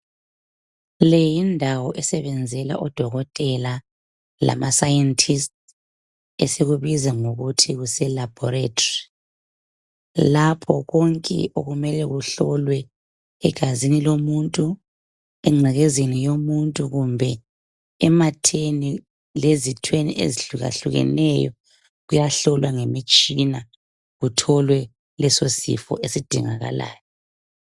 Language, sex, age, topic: North Ndebele, female, 25-35, health